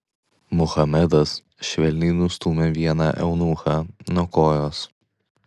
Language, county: Lithuanian, Klaipėda